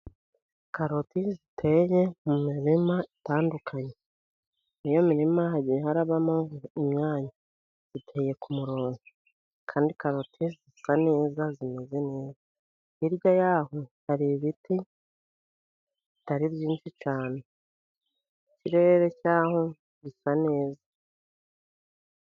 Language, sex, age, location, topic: Kinyarwanda, female, 50+, Musanze, agriculture